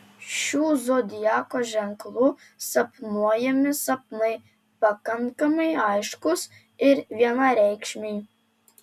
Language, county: Lithuanian, Telšiai